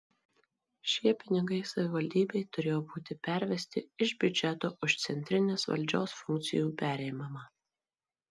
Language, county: Lithuanian, Marijampolė